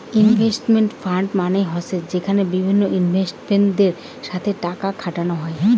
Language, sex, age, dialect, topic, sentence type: Bengali, female, 25-30, Rajbangshi, banking, statement